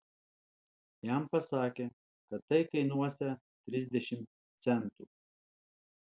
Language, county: Lithuanian, Alytus